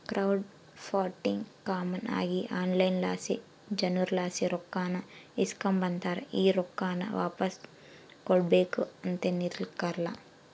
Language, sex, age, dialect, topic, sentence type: Kannada, female, 18-24, Central, banking, statement